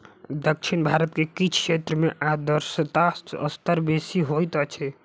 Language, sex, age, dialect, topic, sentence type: Maithili, male, 25-30, Southern/Standard, agriculture, statement